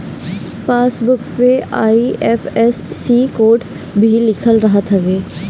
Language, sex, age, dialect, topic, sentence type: Bhojpuri, female, 18-24, Northern, banking, statement